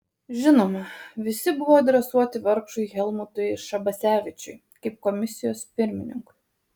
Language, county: Lithuanian, Kaunas